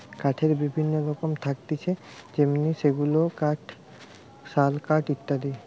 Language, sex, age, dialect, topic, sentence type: Bengali, male, 18-24, Western, agriculture, statement